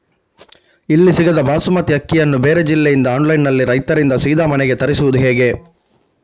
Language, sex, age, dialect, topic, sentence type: Kannada, male, 31-35, Coastal/Dakshin, agriculture, question